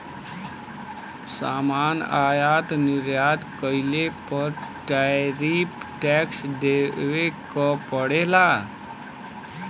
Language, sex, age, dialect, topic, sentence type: Bhojpuri, male, 31-35, Western, banking, statement